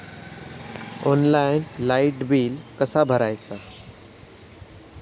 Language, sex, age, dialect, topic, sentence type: Marathi, male, 18-24, Southern Konkan, banking, question